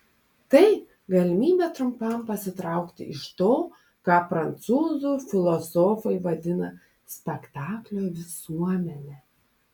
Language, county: Lithuanian, Panevėžys